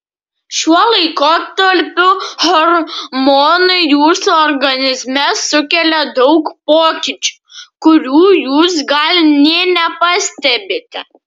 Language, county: Lithuanian, Klaipėda